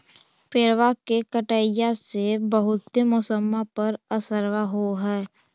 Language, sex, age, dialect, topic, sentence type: Magahi, female, 18-24, Central/Standard, agriculture, question